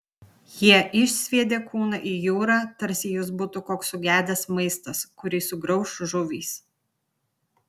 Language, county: Lithuanian, Vilnius